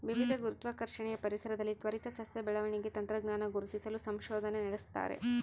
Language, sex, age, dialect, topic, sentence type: Kannada, female, 31-35, Central, agriculture, statement